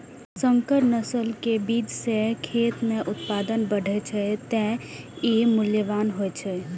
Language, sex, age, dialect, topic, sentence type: Maithili, female, 18-24, Eastern / Thethi, agriculture, statement